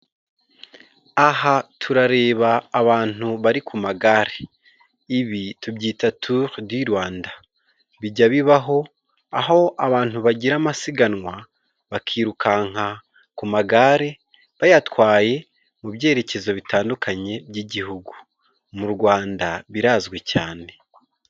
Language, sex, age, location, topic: Kinyarwanda, male, 25-35, Musanze, government